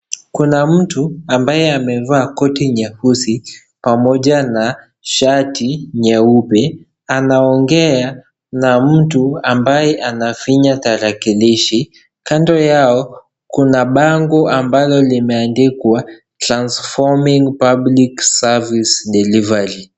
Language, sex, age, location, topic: Swahili, male, 18-24, Kisii, government